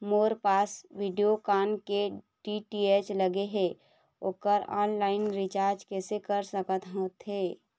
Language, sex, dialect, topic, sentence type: Chhattisgarhi, female, Eastern, banking, question